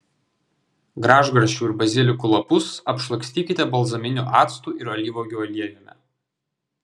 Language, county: Lithuanian, Vilnius